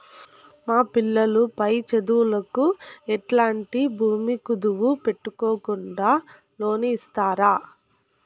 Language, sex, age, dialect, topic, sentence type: Telugu, female, 41-45, Southern, banking, question